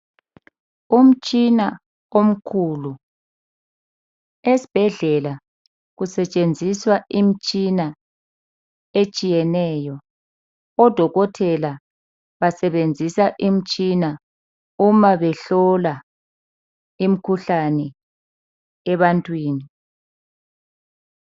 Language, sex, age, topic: North Ndebele, male, 50+, health